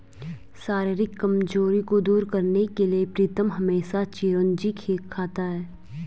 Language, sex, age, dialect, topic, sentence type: Hindi, female, 18-24, Garhwali, agriculture, statement